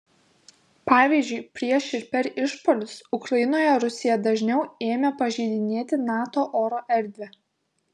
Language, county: Lithuanian, Kaunas